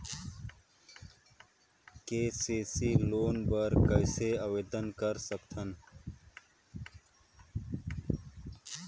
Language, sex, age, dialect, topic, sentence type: Chhattisgarhi, male, 25-30, Northern/Bhandar, banking, question